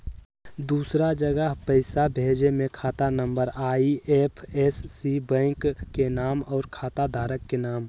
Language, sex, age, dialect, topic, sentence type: Magahi, male, 18-24, Western, banking, question